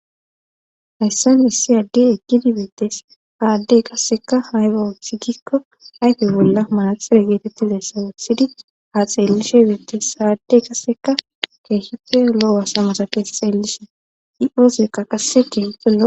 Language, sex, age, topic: Gamo, female, 18-24, government